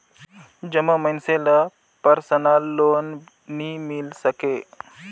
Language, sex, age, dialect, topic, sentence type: Chhattisgarhi, male, 31-35, Northern/Bhandar, banking, statement